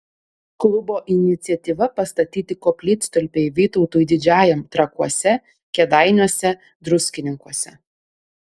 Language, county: Lithuanian, Panevėžys